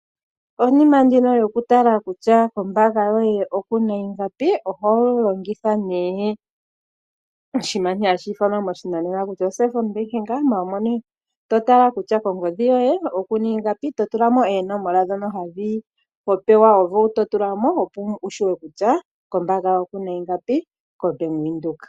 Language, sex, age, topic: Oshiwambo, female, 25-35, finance